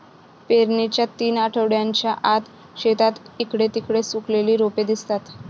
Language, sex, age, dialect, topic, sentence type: Marathi, female, 25-30, Varhadi, agriculture, statement